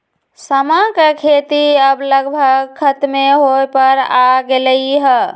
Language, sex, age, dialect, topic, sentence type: Magahi, female, 25-30, Western, agriculture, statement